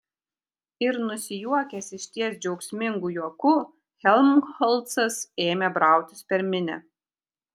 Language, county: Lithuanian, Kaunas